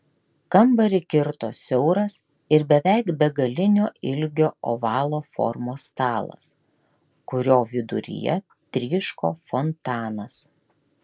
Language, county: Lithuanian, Klaipėda